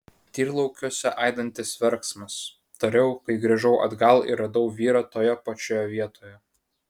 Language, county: Lithuanian, Vilnius